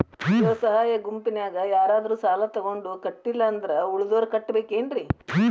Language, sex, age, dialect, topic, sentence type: Kannada, female, 60-100, Dharwad Kannada, banking, question